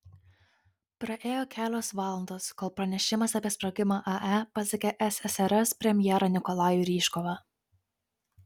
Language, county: Lithuanian, Kaunas